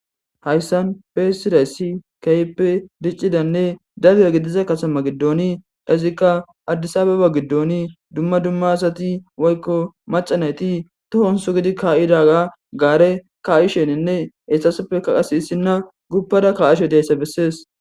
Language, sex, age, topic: Gamo, male, 18-24, government